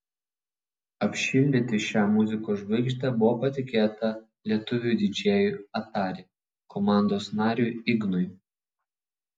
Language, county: Lithuanian, Vilnius